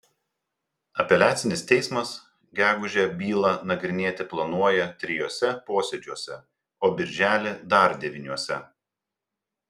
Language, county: Lithuanian, Telšiai